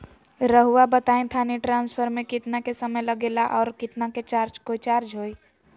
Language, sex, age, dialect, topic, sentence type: Magahi, female, 18-24, Southern, banking, question